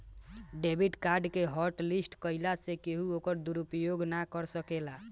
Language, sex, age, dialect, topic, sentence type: Bhojpuri, male, 18-24, Northern, banking, statement